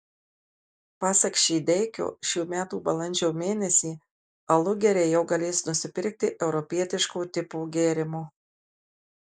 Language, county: Lithuanian, Marijampolė